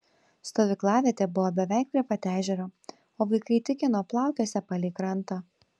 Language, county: Lithuanian, Kaunas